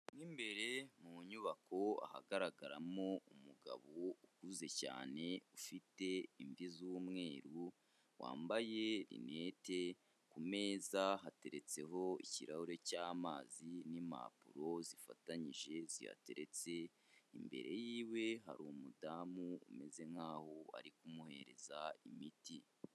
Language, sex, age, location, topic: Kinyarwanda, male, 25-35, Kigali, health